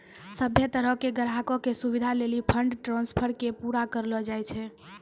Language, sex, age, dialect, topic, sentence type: Maithili, female, 18-24, Angika, banking, statement